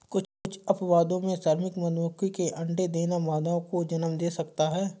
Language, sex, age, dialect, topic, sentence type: Hindi, male, 25-30, Awadhi Bundeli, agriculture, statement